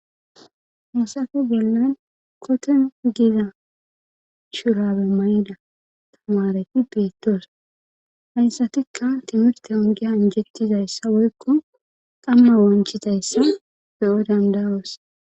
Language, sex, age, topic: Gamo, female, 25-35, government